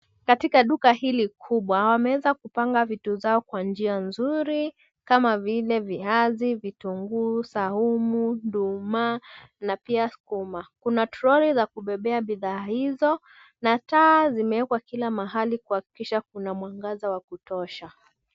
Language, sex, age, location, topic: Swahili, female, 25-35, Nairobi, finance